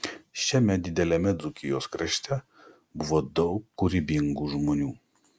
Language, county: Lithuanian, Klaipėda